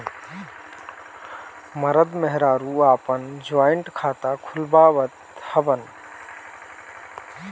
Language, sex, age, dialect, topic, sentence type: Bhojpuri, male, 36-40, Northern, banking, statement